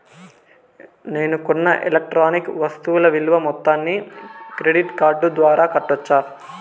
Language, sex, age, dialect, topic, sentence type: Telugu, male, 18-24, Southern, banking, question